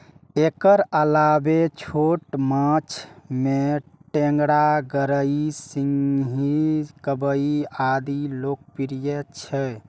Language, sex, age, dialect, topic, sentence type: Maithili, male, 18-24, Eastern / Thethi, agriculture, statement